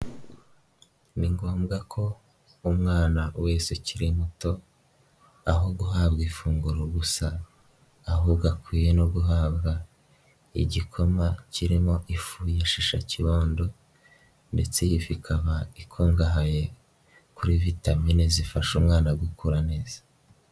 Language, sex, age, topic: Kinyarwanda, male, 18-24, health